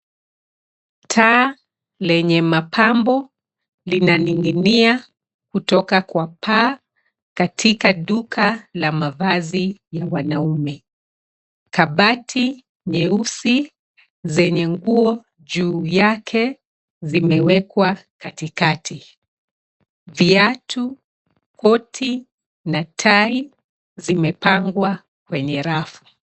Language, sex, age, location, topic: Swahili, female, 36-49, Nairobi, finance